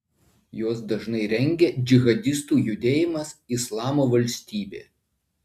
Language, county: Lithuanian, Vilnius